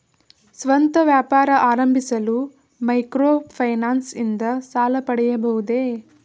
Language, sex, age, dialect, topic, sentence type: Kannada, female, 18-24, Mysore Kannada, banking, question